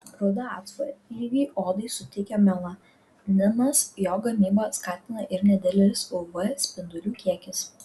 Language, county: Lithuanian, Kaunas